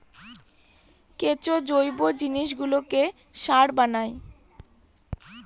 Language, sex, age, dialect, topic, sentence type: Bengali, female, 18-24, Northern/Varendri, agriculture, statement